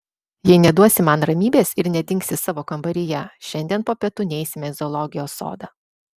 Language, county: Lithuanian, Vilnius